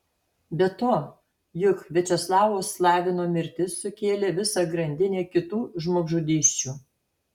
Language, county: Lithuanian, Alytus